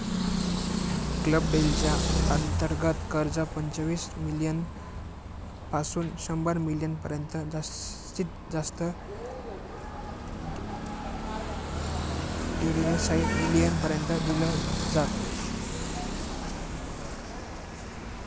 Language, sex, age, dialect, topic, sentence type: Marathi, male, 18-24, Northern Konkan, banking, statement